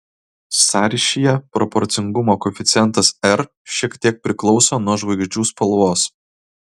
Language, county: Lithuanian, Kaunas